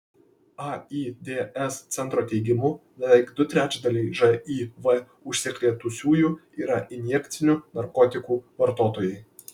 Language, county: Lithuanian, Kaunas